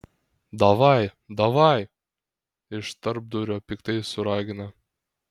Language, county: Lithuanian, Kaunas